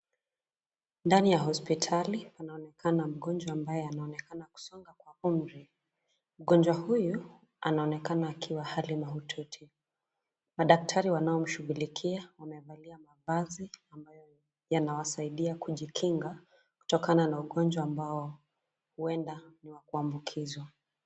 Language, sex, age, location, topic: Swahili, female, 25-35, Nairobi, health